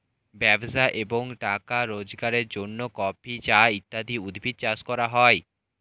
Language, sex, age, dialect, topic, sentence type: Bengali, male, 18-24, Standard Colloquial, agriculture, statement